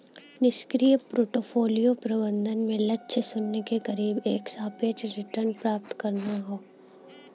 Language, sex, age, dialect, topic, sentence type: Bhojpuri, female, 18-24, Western, banking, statement